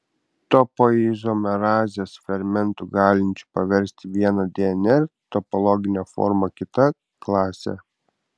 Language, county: Lithuanian, Kaunas